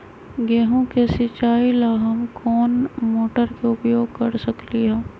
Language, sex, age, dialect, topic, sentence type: Magahi, female, 31-35, Western, agriculture, question